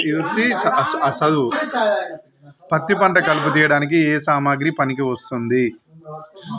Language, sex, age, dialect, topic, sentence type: Telugu, female, 31-35, Telangana, agriculture, question